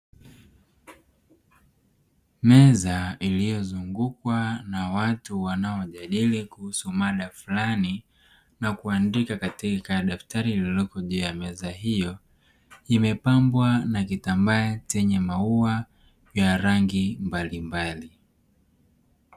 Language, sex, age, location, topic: Swahili, male, 18-24, Dar es Salaam, education